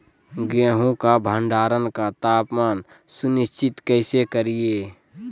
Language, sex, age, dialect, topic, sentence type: Magahi, male, 25-30, Southern, agriculture, question